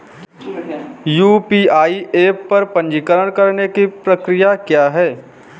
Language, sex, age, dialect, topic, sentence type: Hindi, male, 18-24, Marwari Dhudhari, banking, question